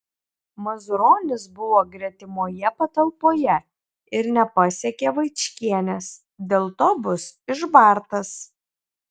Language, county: Lithuanian, Kaunas